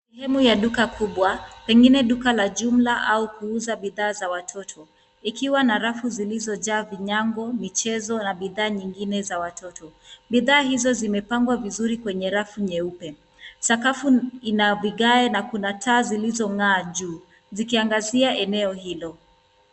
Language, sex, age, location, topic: Swahili, female, 25-35, Nairobi, finance